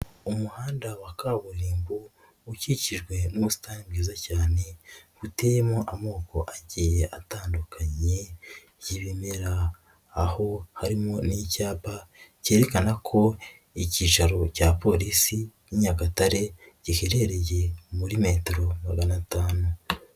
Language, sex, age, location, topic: Kinyarwanda, female, 25-35, Nyagatare, government